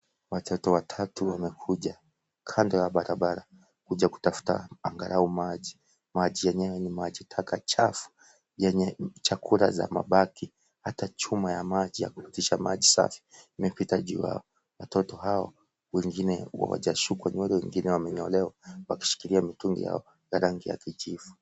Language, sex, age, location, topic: Swahili, male, 36-49, Kisii, health